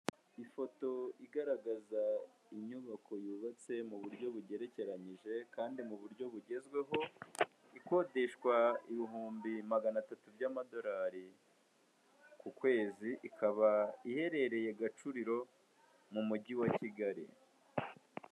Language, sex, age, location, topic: Kinyarwanda, male, 18-24, Kigali, finance